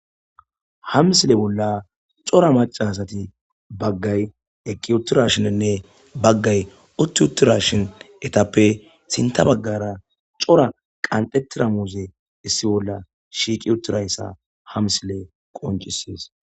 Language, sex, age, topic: Gamo, male, 25-35, agriculture